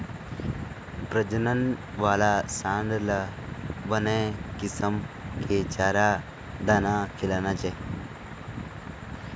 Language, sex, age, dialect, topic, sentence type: Chhattisgarhi, male, 25-30, Eastern, agriculture, statement